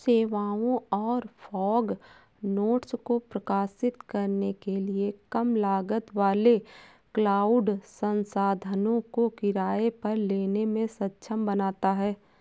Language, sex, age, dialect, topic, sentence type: Hindi, female, 18-24, Awadhi Bundeli, agriculture, statement